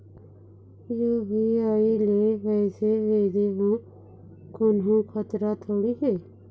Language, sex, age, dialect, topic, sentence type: Chhattisgarhi, female, 51-55, Eastern, banking, question